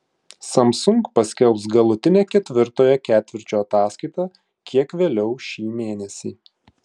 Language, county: Lithuanian, Klaipėda